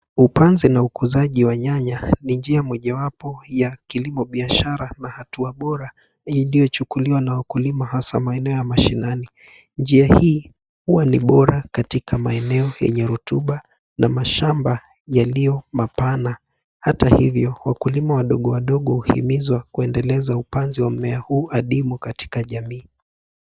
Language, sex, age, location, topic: Swahili, male, 25-35, Nairobi, agriculture